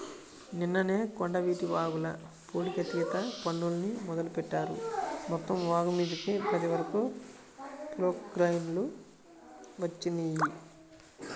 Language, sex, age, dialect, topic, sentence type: Telugu, male, 25-30, Central/Coastal, agriculture, statement